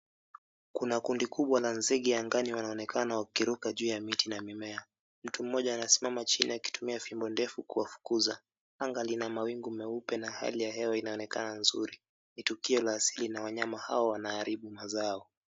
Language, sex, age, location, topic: Swahili, male, 25-35, Mombasa, health